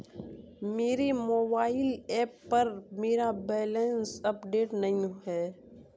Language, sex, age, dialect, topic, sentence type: Hindi, female, 25-30, Kanauji Braj Bhasha, banking, statement